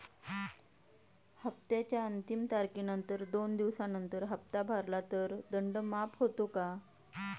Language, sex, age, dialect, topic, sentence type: Marathi, female, 31-35, Standard Marathi, banking, question